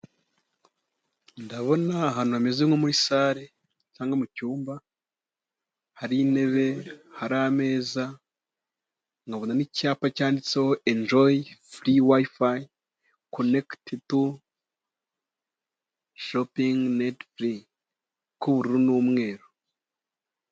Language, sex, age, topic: Kinyarwanda, male, 18-24, government